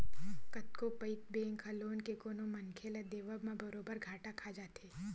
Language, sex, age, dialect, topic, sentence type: Chhattisgarhi, female, 60-100, Western/Budati/Khatahi, banking, statement